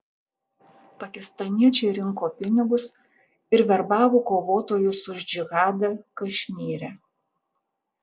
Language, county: Lithuanian, Tauragė